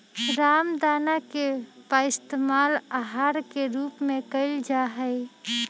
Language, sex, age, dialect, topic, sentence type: Magahi, female, 25-30, Western, agriculture, statement